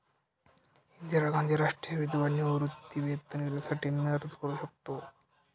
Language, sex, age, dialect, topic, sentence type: Marathi, male, 18-24, Standard Marathi, banking, question